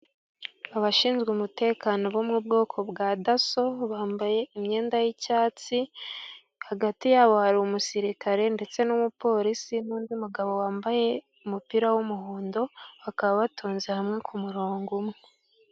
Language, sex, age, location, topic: Kinyarwanda, female, 18-24, Gakenke, government